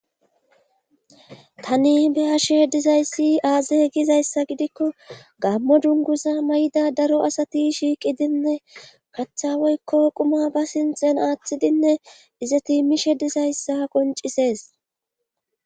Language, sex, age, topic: Gamo, female, 25-35, government